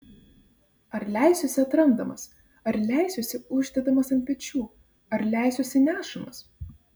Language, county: Lithuanian, Vilnius